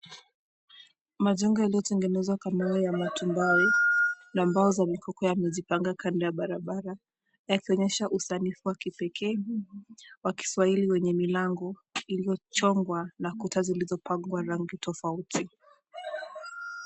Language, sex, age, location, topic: Swahili, female, 18-24, Mombasa, government